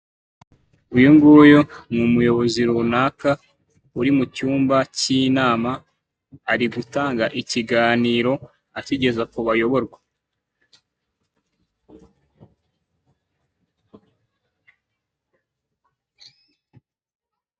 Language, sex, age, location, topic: Kinyarwanda, male, 18-24, Nyagatare, government